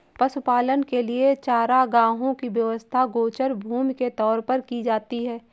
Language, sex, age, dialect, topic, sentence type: Hindi, female, 18-24, Awadhi Bundeli, agriculture, statement